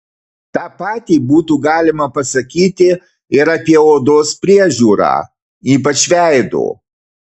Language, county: Lithuanian, Marijampolė